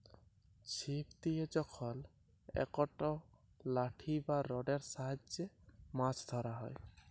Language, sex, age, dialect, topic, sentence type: Bengali, male, 18-24, Jharkhandi, agriculture, statement